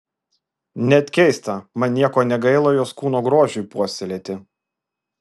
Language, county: Lithuanian, Vilnius